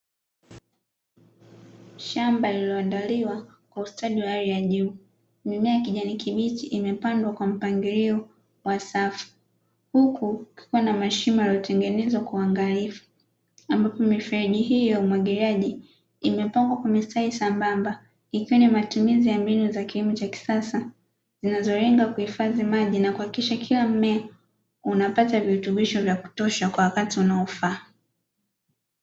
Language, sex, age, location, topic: Swahili, female, 25-35, Dar es Salaam, agriculture